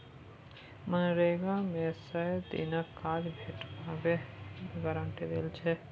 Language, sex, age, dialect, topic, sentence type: Maithili, male, 18-24, Bajjika, banking, statement